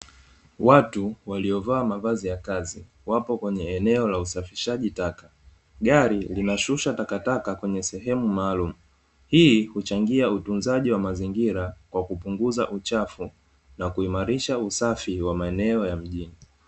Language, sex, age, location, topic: Swahili, male, 25-35, Dar es Salaam, government